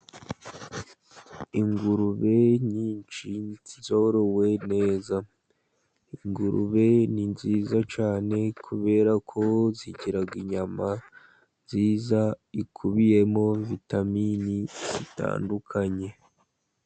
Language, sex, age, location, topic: Kinyarwanda, male, 50+, Musanze, agriculture